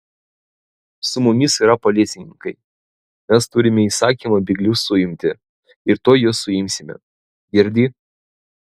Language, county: Lithuanian, Vilnius